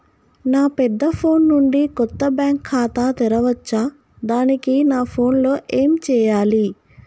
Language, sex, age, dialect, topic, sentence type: Telugu, female, 25-30, Telangana, banking, question